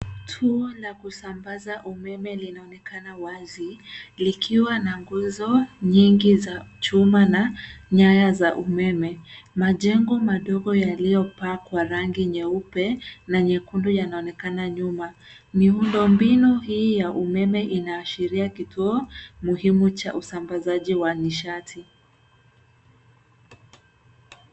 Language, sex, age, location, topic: Swahili, female, 25-35, Nairobi, government